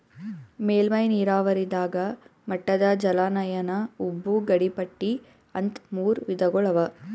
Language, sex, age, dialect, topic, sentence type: Kannada, female, 18-24, Northeastern, agriculture, statement